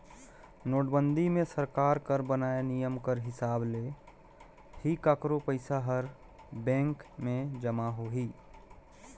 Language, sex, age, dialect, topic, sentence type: Chhattisgarhi, male, 31-35, Northern/Bhandar, banking, statement